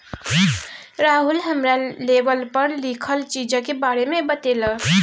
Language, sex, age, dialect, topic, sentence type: Maithili, female, 25-30, Bajjika, banking, statement